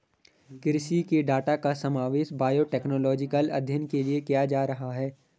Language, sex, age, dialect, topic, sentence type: Hindi, male, 18-24, Garhwali, agriculture, statement